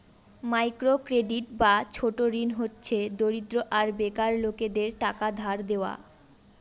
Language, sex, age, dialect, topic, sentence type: Bengali, female, 18-24, Northern/Varendri, banking, statement